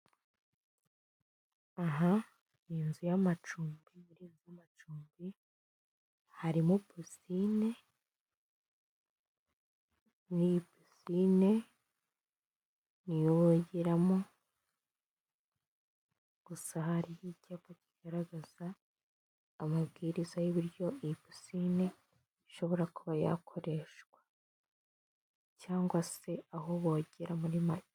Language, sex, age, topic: Kinyarwanda, female, 18-24, finance